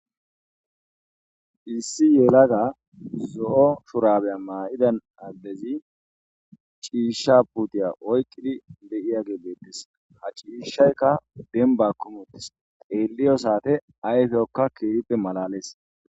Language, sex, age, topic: Gamo, male, 18-24, agriculture